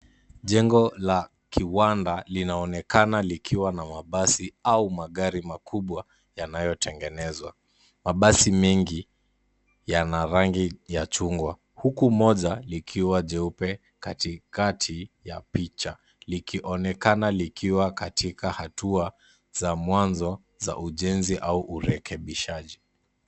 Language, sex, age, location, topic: Swahili, male, 18-24, Kisumu, finance